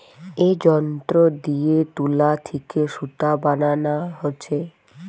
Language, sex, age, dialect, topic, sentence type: Bengali, female, 18-24, Western, agriculture, statement